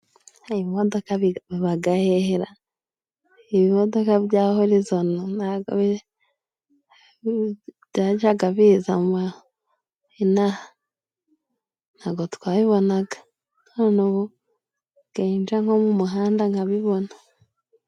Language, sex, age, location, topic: Kinyarwanda, female, 25-35, Musanze, government